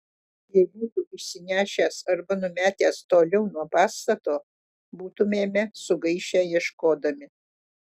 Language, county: Lithuanian, Utena